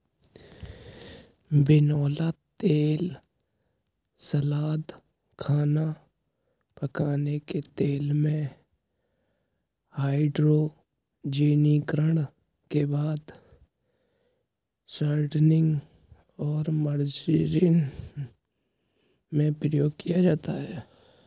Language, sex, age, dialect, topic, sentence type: Hindi, male, 18-24, Hindustani Malvi Khadi Boli, agriculture, statement